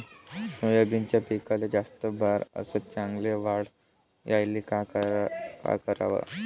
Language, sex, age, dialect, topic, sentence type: Marathi, male, <18, Varhadi, agriculture, question